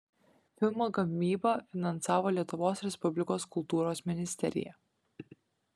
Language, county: Lithuanian, Kaunas